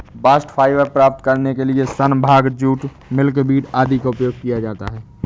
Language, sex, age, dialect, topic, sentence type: Hindi, male, 18-24, Awadhi Bundeli, agriculture, statement